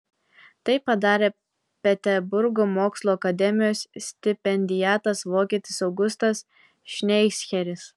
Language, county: Lithuanian, Telšiai